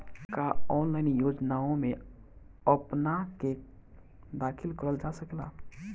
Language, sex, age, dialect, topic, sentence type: Bhojpuri, male, 18-24, Northern, banking, question